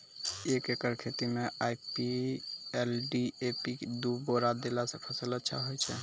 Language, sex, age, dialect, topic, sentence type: Maithili, male, 18-24, Angika, agriculture, question